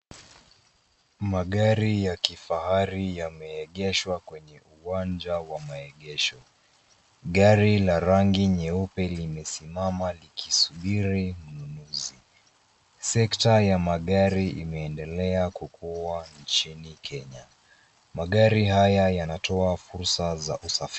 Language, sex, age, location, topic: Swahili, female, 18-24, Nairobi, finance